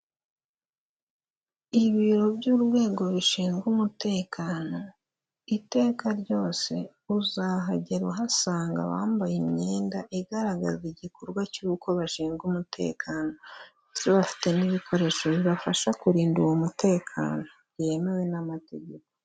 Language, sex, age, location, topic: Kinyarwanda, female, 25-35, Huye, finance